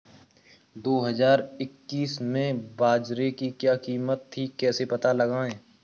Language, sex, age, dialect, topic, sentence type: Hindi, male, 18-24, Kanauji Braj Bhasha, agriculture, question